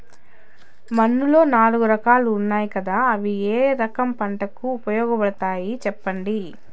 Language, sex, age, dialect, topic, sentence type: Telugu, female, 31-35, Southern, agriculture, question